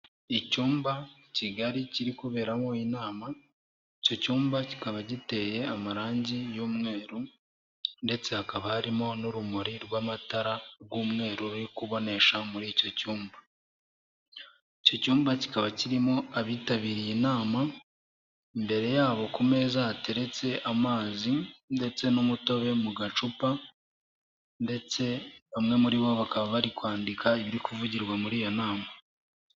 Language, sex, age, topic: Kinyarwanda, male, 18-24, government